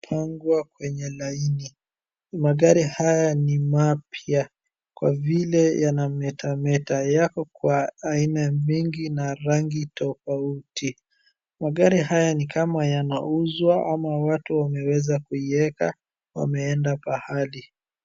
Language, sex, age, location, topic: Swahili, female, 36-49, Wajir, finance